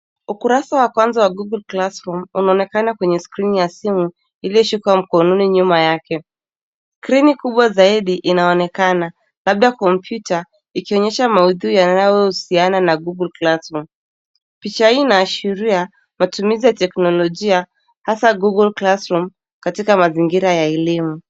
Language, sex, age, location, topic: Swahili, female, 18-24, Nairobi, education